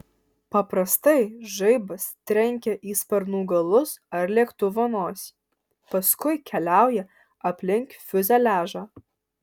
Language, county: Lithuanian, Alytus